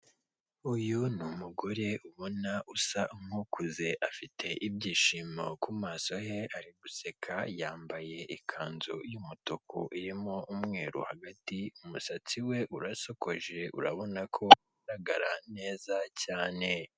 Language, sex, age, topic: Kinyarwanda, female, 18-24, government